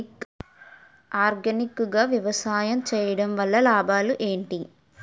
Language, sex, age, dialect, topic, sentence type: Telugu, female, 18-24, Utterandhra, agriculture, question